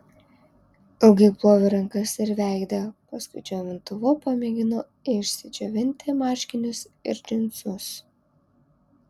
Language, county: Lithuanian, Alytus